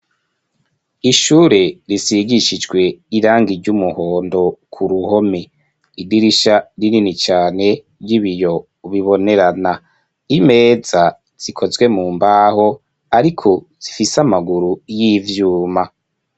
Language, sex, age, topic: Rundi, male, 25-35, education